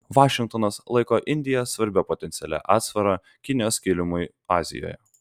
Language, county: Lithuanian, Vilnius